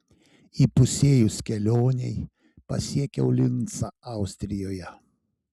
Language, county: Lithuanian, Šiauliai